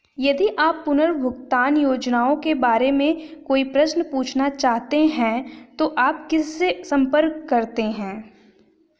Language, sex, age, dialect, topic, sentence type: Hindi, female, 25-30, Hindustani Malvi Khadi Boli, banking, question